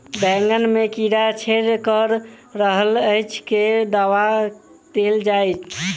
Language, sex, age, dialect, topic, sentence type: Maithili, male, 18-24, Southern/Standard, agriculture, question